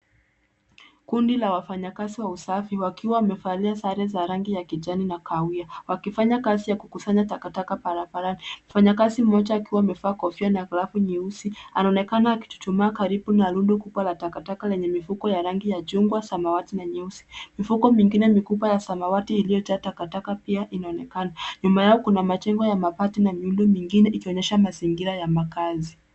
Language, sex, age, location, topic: Swahili, female, 18-24, Nairobi, government